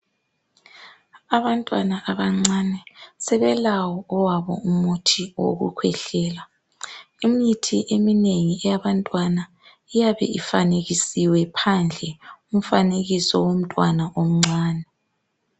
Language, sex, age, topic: North Ndebele, female, 18-24, health